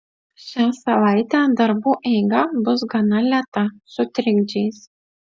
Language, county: Lithuanian, Utena